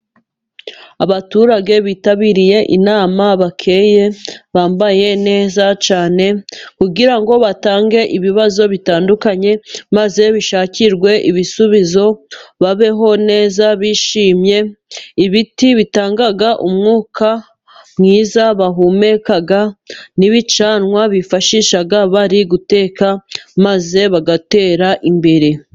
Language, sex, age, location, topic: Kinyarwanda, female, 18-24, Musanze, government